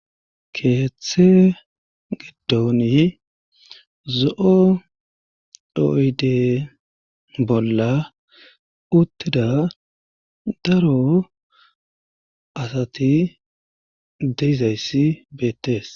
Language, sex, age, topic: Gamo, male, 36-49, government